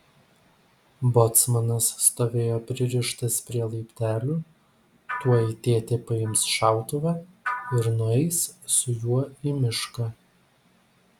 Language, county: Lithuanian, Vilnius